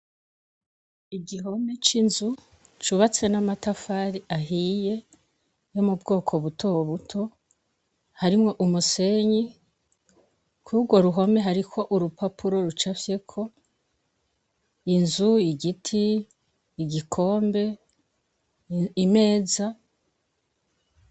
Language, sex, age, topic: Rundi, female, 25-35, education